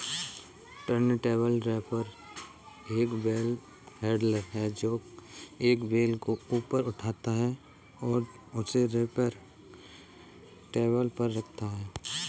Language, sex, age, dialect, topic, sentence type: Hindi, male, 18-24, Kanauji Braj Bhasha, agriculture, statement